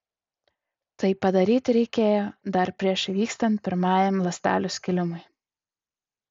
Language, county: Lithuanian, Utena